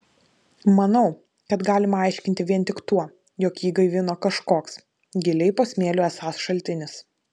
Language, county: Lithuanian, Vilnius